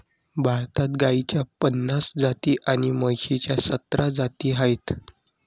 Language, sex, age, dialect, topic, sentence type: Marathi, male, 18-24, Varhadi, agriculture, statement